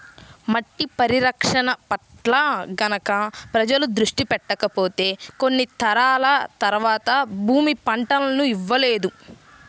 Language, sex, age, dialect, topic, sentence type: Telugu, female, 31-35, Central/Coastal, agriculture, statement